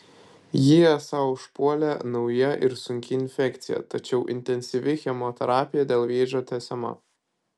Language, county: Lithuanian, Kaunas